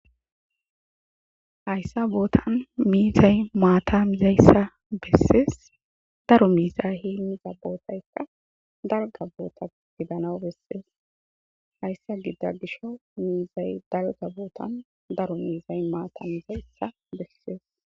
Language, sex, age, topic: Gamo, female, 25-35, agriculture